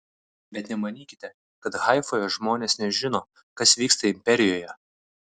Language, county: Lithuanian, Vilnius